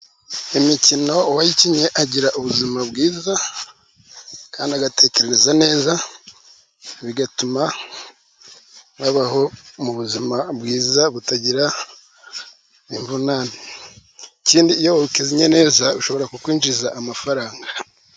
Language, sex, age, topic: Kinyarwanda, male, 36-49, government